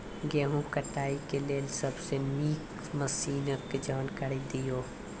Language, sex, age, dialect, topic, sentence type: Maithili, female, 18-24, Angika, agriculture, question